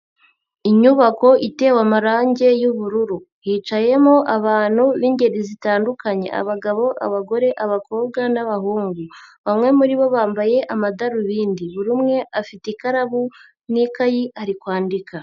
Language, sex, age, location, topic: Kinyarwanda, female, 50+, Nyagatare, education